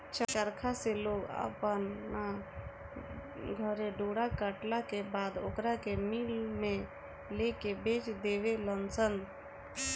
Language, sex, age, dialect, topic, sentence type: Bhojpuri, female, 18-24, Southern / Standard, agriculture, statement